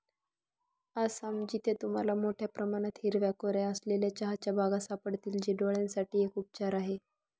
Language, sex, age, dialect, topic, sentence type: Marathi, male, 18-24, Northern Konkan, agriculture, statement